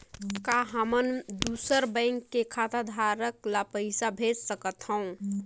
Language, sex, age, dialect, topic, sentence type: Chhattisgarhi, female, 25-30, Northern/Bhandar, banking, statement